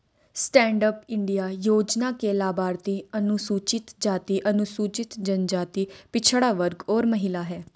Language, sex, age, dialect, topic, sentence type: Hindi, female, 18-24, Hindustani Malvi Khadi Boli, banking, statement